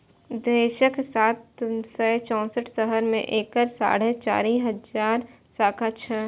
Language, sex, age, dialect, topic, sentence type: Maithili, female, 18-24, Eastern / Thethi, banking, statement